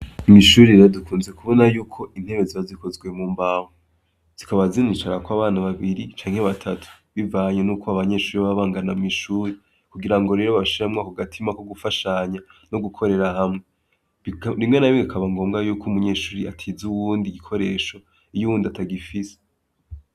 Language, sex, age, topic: Rundi, male, 18-24, education